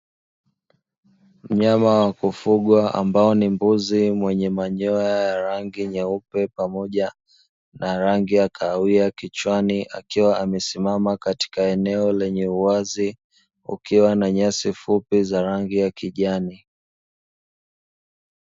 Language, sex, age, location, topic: Swahili, male, 18-24, Dar es Salaam, agriculture